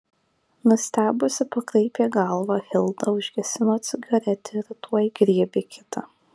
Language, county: Lithuanian, Kaunas